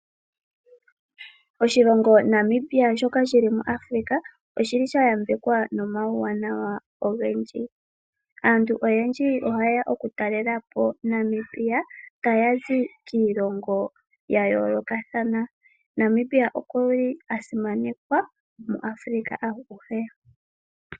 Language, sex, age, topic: Oshiwambo, female, 25-35, agriculture